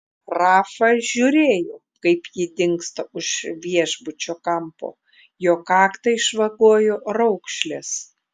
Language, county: Lithuanian, Klaipėda